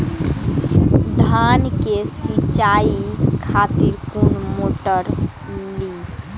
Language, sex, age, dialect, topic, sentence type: Maithili, female, 18-24, Eastern / Thethi, agriculture, question